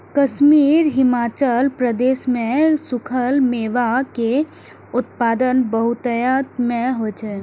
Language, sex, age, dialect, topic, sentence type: Maithili, female, 25-30, Eastern / Thethi, agriculture, statement